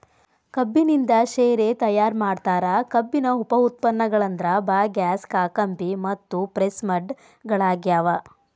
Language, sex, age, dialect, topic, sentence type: Kannada, female, 25-30, Dharwad Kannada, agriculture, statement